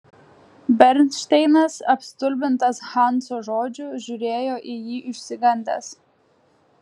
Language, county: Lithuanian, Klaipėda